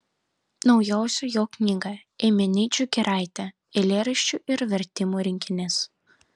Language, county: Lithuanian, Vilnius